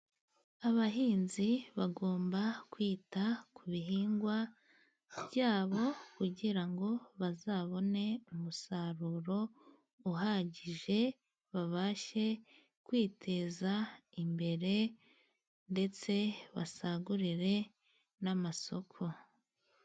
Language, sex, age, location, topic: Kinyarwanda, female, 25-35, Musanze, agriculture